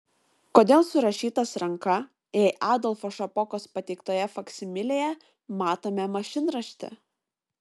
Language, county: Lithuanian, Šiauliai